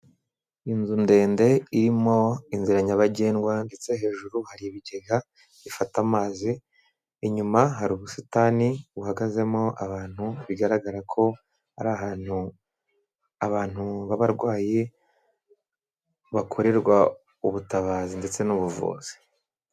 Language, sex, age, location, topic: Kinyarwanda, male, 25-35, Kigali, government